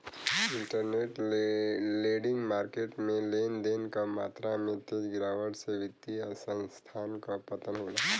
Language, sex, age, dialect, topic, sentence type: Bhojpuri, male, 25-30, Western, banking, statement